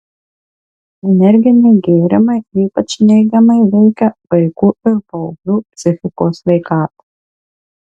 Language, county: Lithuanian, Marijampolė